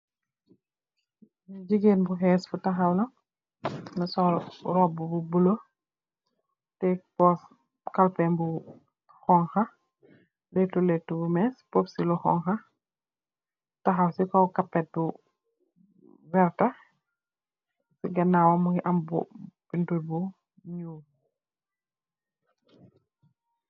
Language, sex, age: Wolof, female, 36-49